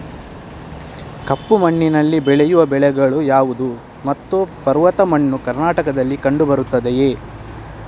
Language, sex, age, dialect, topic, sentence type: Kannada, male, 18-24, Coastal/Dakshin, agriculture, question